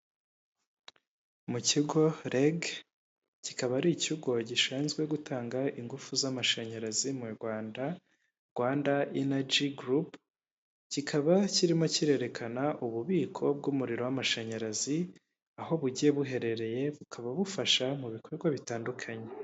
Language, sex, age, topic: Kinyarwanda, male, 18-24, government